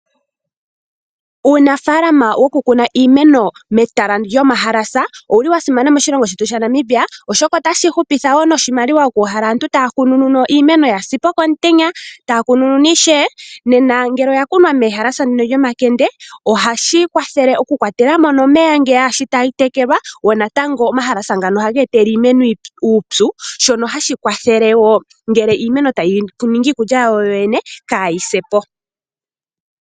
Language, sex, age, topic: Oshiwambo, female, 18-24, agriculture